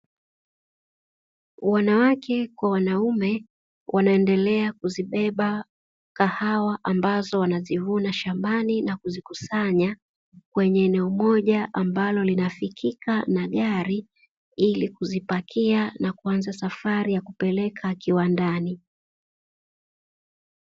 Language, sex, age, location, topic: Swahili, female, 25-35, Dar es Salaam, agriculture